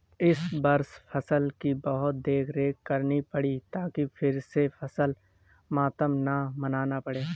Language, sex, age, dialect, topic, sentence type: Hindi, male, 18-24, Awadhi Bundeli, agriculture, statement